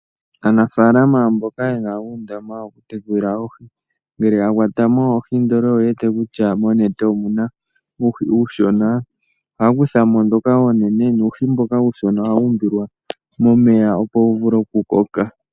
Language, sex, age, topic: Oshiwambo, male, 18-24, agriculture